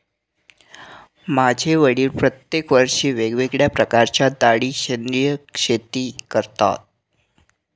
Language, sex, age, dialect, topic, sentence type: Marathi, male, 60-100, Northern Konkan, agriculture, statement